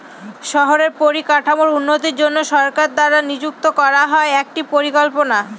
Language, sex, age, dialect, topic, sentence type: Bengali, female, 31-35, Northern/Varendri, banking, statement